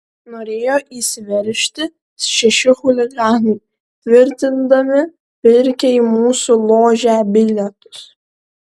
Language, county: Lithuanian, Šiauliai